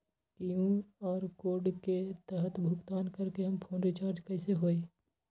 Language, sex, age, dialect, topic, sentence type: Magahi, male, 18-24, Western, banking, question